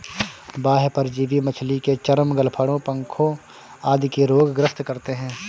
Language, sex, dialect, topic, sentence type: Hindi, male, Awadhi Bundeli, agriculture, statement